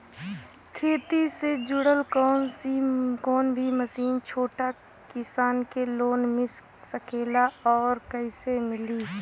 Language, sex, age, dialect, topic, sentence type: Bhojpuri, female, 18-24, Western, agriculture, question